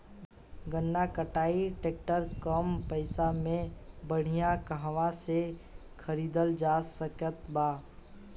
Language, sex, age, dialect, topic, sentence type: Bhojpuri, male, 18-24, Southern / Standard, agriculture, question